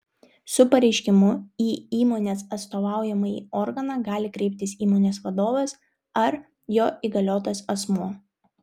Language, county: Lithuanian, Vilnius